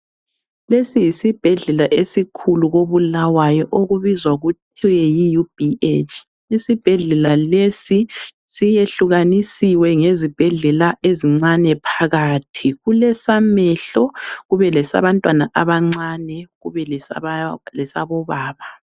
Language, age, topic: North Ndebele, 36-49, health